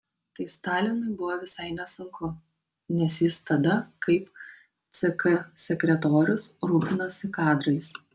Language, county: Lithuanian, Kaunas